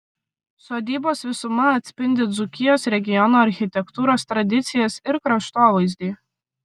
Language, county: Lithuanian, Kaunas